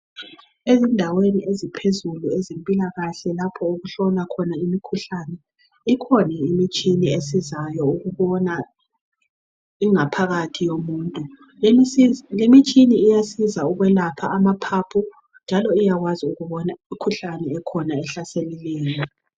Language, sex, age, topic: North Ndebele, female, 36-49, health